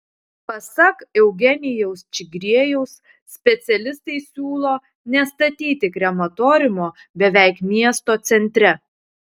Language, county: Lithuanian, Utena